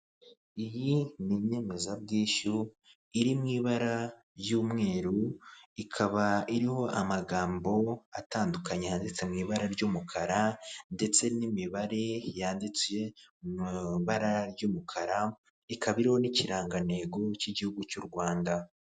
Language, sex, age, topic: Kinyarwanda, male, 18-24, finance